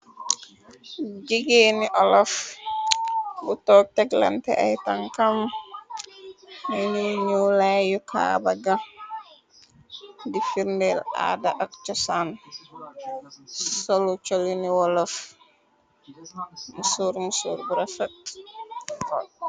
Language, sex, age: Wolof, female, 25-35